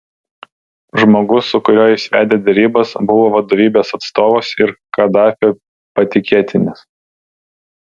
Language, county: Lithuanian, Vilnius